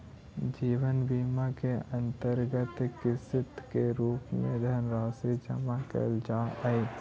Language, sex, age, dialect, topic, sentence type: Magahi, male, 31-35, Central/Standard, banking, statement